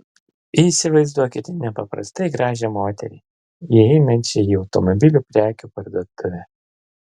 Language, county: Lithuanian, Vilnius